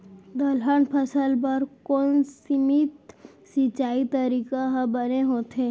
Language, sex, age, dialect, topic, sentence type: Chhattisgarhi, female, 18-24, Central, agriculture, question